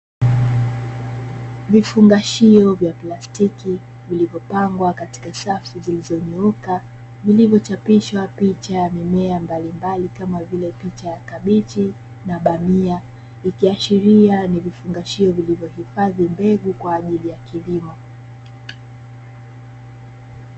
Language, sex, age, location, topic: Swahili, female, 25-35, Dar es Salaam, agriculture